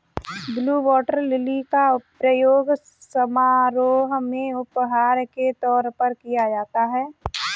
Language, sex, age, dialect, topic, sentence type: Hindi, female, 25-30, Kanauji Braj Bhasha, agriculture, statement